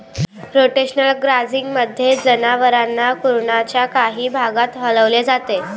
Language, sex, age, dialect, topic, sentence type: Marathi, female, 25-30, Varhadi, agriculture, statement